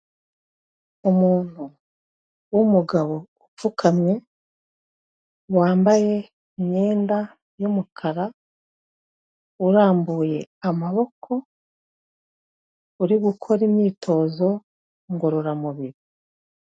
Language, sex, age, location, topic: Kinyarwanda, female, 36-49, Kigali, health